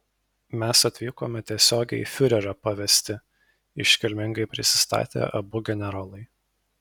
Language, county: Lithuanian, Vilnius